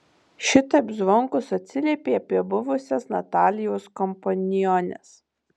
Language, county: Lithuanian, Marijampolė